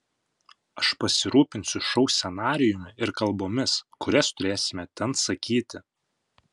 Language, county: Lithuanian, Panevėžys